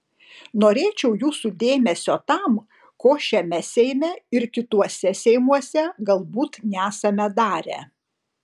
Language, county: Lithuanian, Panevėžys